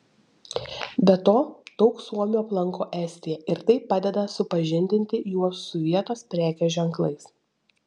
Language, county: Lithuanian, Šiauliai